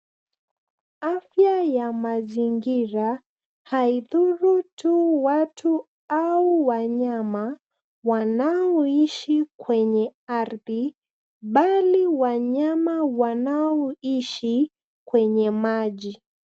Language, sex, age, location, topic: Swahili, female, 25-35, Nairobi, health